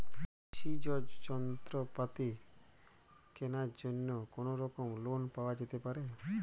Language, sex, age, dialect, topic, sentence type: Bengali, male, 18-24, Jharkhandi, agriculture, question